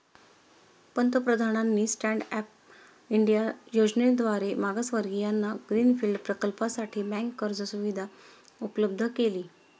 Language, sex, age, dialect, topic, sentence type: Marathi, female, 36-40, Standard Marathi, banking, statement